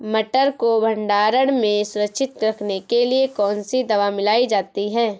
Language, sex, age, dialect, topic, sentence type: Hindi, female, 18-24, Awadhi Bundeli, agriculture, question